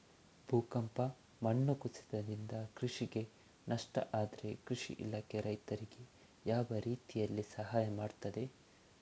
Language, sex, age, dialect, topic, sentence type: Kannada, male, 18-24, Coastal/Dakshin, agriculture, question